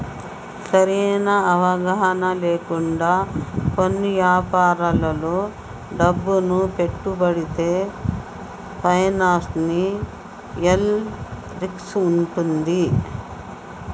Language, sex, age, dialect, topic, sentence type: Telugu, male, 36-40, Telangana, banking, statement